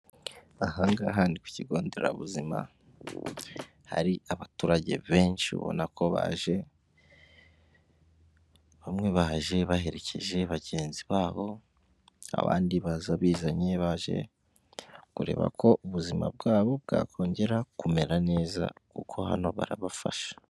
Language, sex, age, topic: Kinyarwanda, female, 18-24, government